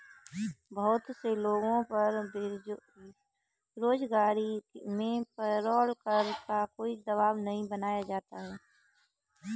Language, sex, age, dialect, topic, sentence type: Hindi, female, 18-24, Kanauji Braj Bhasha, banking, statement